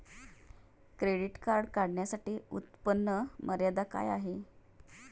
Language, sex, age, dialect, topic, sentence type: Marathi, female, 36-40, Standard Marathi, banking, question